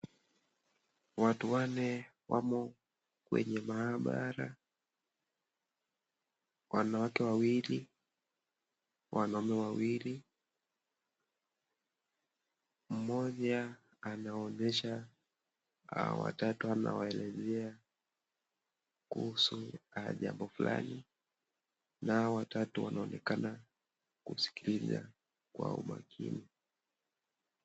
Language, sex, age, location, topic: Swahili, male, 25-35, Kisii, agriculture